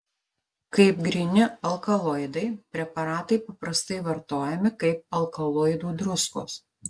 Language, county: Lithuanian, Marijampolė